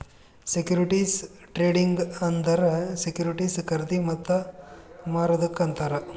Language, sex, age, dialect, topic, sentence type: Kannada, male, 25-30, Northeastern, banking, statement